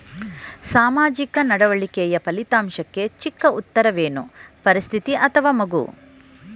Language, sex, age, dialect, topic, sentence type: Kannada, female, 41-45, Mysore Kannada, banking, question